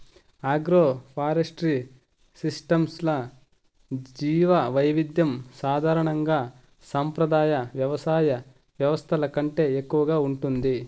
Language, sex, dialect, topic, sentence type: Telugu, male, Southern, agriculture, statement